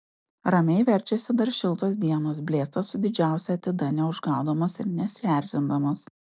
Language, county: Lithuanian, Utena